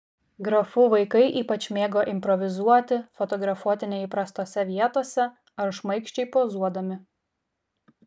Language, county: Lithuanian, Kaunas